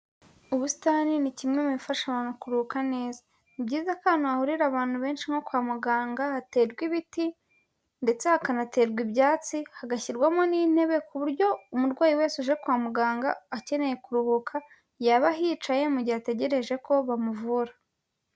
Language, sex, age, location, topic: Kinyarwanda, female, 18-24, Kigali, health